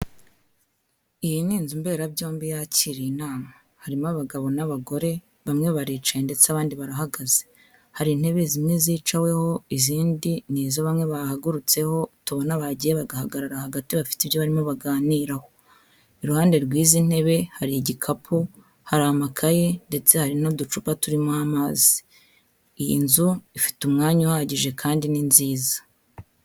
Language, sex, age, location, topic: Kinyarwanda, female, 25-35, Kigali, health